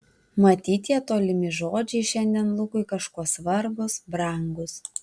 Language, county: Lithuanian, Vilnius